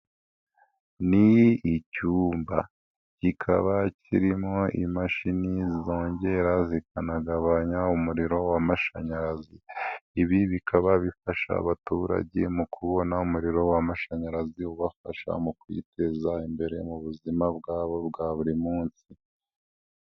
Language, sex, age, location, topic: Kinyarwanda, female, 18-24, Nyagatare, government